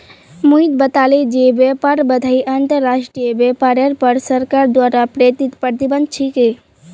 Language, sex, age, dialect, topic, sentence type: Magahi, female, 18-24, Northeastern/Surjapuri, banking, statement